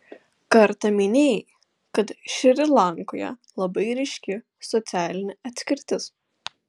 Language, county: Lithuanian, Klaipėda